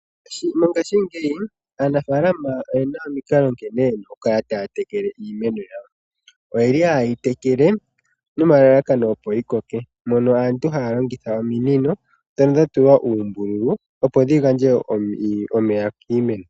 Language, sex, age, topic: Oshiwambo, female, 25-35, agriculture